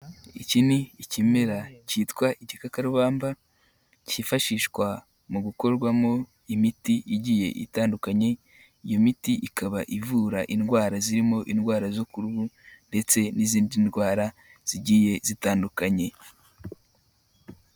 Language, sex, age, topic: Kinyarwanda, male, 18-24, health